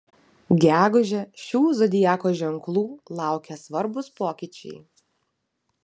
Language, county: Lithuanian, Vilnius